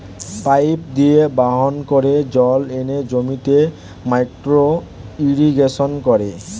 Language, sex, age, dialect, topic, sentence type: Bengali, male, 18-24, Standard Colloquial, agriculture, statement